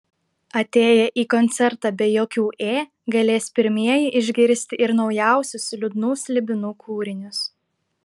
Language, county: Lithuanian, Klaipėda